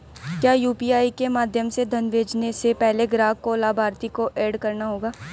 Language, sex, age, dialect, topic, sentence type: Hindi, female, 18-24, Hindustani Malvi Khadi Boli, banking, question